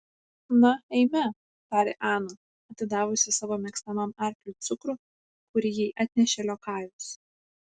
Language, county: Lithuanian, Panevėžys